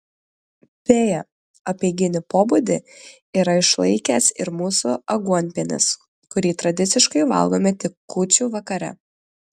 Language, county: Lithuanian, Klaipėda